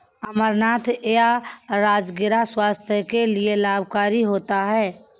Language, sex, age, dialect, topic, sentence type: Hindi, male, 31-35, Kanauji Braj Bhasha, agriculture, statement